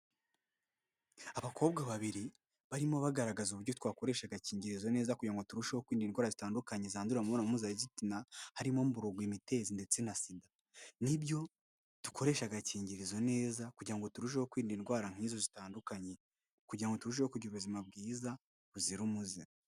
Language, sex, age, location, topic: Kinyarwanda, male, 18-24, Nyagatare, health